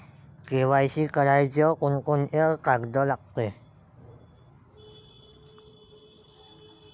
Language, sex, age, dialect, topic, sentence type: Marathi, male, 18-24, Varhadi, banking, question